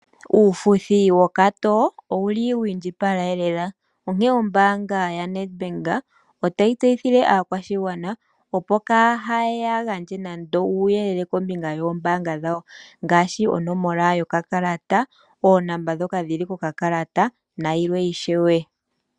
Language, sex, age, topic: Oshiwambo, female, 18-24, finance